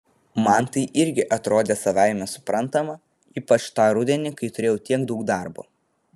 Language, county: Lithuanian, Vilnius